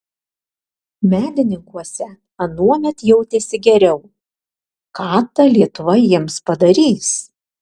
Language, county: Lithuanian, Vilnius